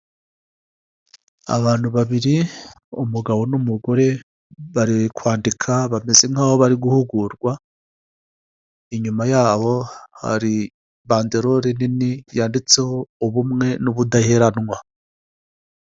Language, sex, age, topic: Kinyarwanda, male, 50+, government